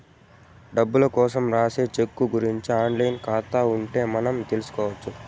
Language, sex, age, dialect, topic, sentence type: Telugu, male, 18-24, Southern, banking, statement